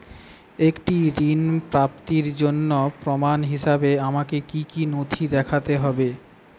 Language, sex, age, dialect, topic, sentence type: Bengali, male, 31-35, Western, banking, statement